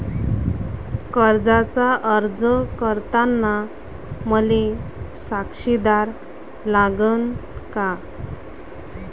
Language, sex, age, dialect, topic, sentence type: Marathi, female, 25-30, Varhadi, banking, question